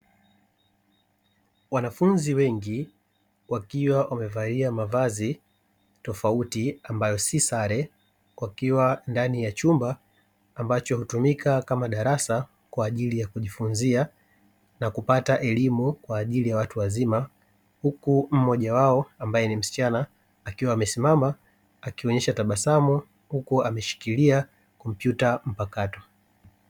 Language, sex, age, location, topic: Swahili, male, 36-49, Dar es Salaam, education